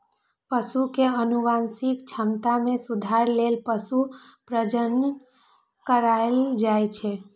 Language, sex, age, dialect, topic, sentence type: Maithili, female, 31-35, Eastern / Thethi, agriculture, statement